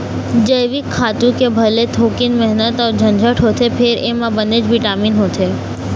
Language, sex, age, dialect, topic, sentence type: Chhattisgarhi, female, 18-24, Eastern, agriculture, statement